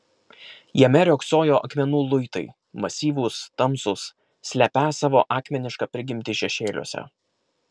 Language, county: Lithuanian, Kaunas